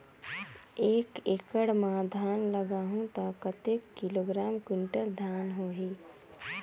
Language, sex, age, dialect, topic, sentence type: Chhattisgarhi, female, 25-30, Northern/Bhandar, agriculture, question